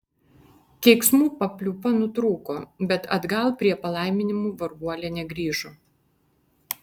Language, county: Lithuanian, Vilnius